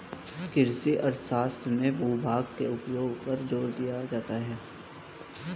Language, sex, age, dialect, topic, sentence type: Hindi, male, 18-24, Hindustani Malvi Khadi Boli, agriculture, statement